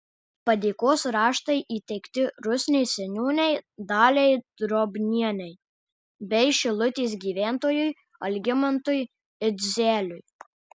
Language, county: Lithuanian, Marijampolė